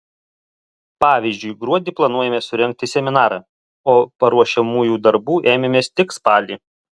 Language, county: Lithuanian, Alytus